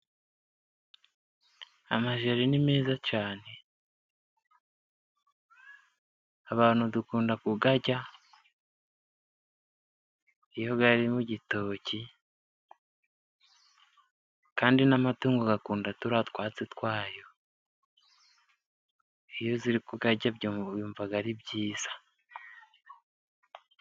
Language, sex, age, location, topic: Kinyarwanda, male, 25-35, Musanze, agriculture